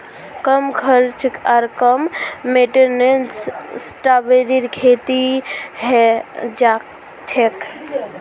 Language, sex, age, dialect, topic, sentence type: Magahi, female, 18-24, Northeastern/Surjapuri, agriculture, statement